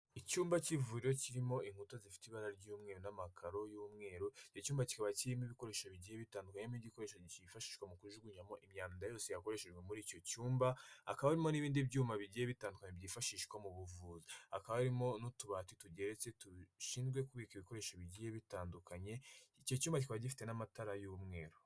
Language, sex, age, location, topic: Kinyarwanda, male, 25-35, Kigali, health